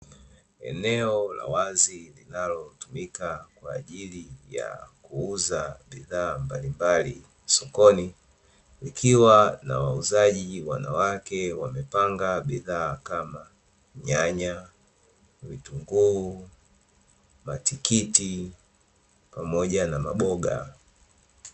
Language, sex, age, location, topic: Swahili, male, 25-35, Dar es Salaam, finance